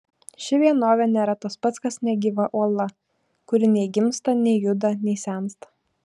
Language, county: Lithuanian, Šiauliai